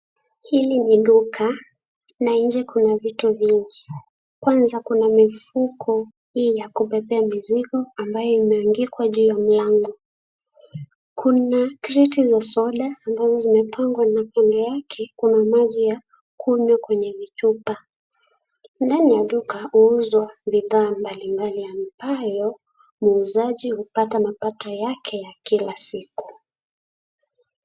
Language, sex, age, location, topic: Swahili, female, 18-24, Kisii, finance